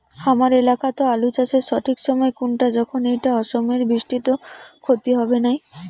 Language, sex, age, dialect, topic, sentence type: Bengali, female, 18-24, Rajbangshi, agriculture, question